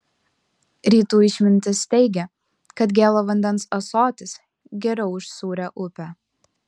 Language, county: Lithuanian, Klaipėda